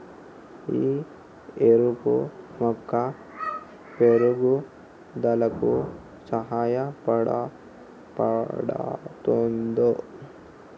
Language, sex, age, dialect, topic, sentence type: Telugu, male, 18-24, Telangana, agriculture, question